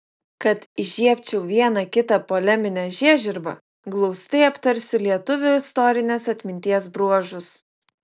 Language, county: Lithuanian, Utena